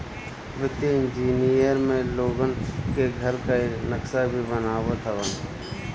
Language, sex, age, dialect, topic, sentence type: Bhojpuri, male, 36-40, Northern, banking, statement